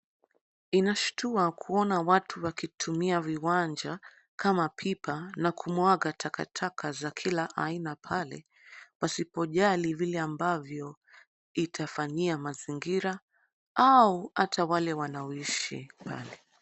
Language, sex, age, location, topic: Swahili, female, 25-35, Nairobi, government